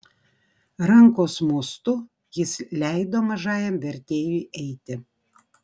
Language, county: Lithuanian, Vilnius